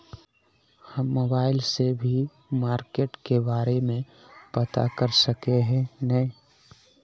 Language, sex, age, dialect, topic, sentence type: Magahi, male, 31-35, Northeastern/Surjapuri, agriculture, question